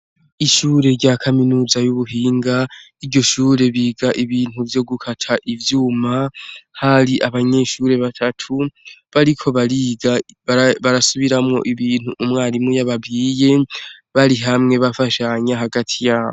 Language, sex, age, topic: Rundi, male, 18-24, education